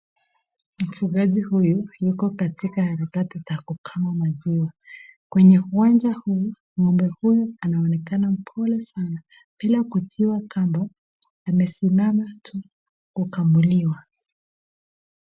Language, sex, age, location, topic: Swahili, female, 25-35, Nakuru, agriculture